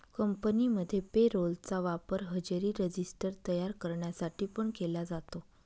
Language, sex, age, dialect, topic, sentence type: Marathi, female, 31-35, Northern Konkan, banking, statement